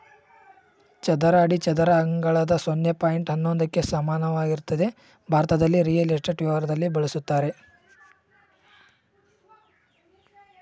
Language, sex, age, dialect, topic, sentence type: Kannada, male, 18-24, Mysore Kannada, agriculture, statement